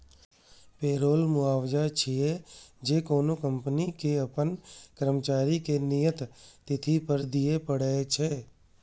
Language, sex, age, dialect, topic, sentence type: Maithili, male, 31-35, Eastern / Thethi, banking, statement